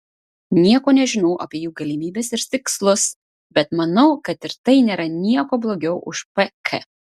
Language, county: Lithuanian, Vilnius